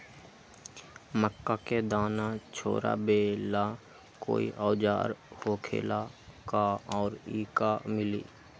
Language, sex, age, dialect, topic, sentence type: Magahi, male, 18-24, Western, agriculture, question